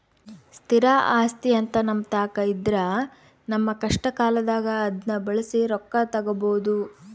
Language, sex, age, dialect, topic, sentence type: Kannada, female, 18-24, Central, banking, statement